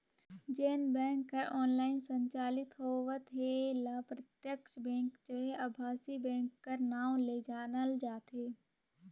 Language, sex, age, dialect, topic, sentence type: Chhattisgarhi, female, 18-24, Northern/Bhandar, banking, statement